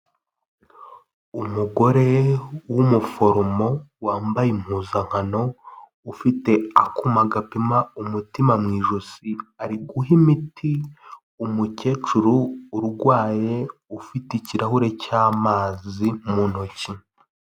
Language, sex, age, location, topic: Kinyarwanda, male, 18-24, Kigali, health